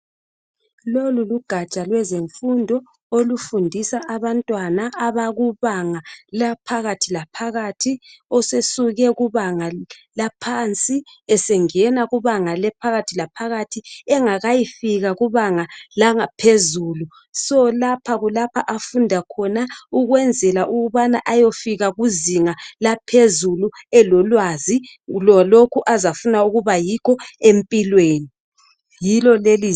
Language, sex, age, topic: North Ndebele, female, 36-49, education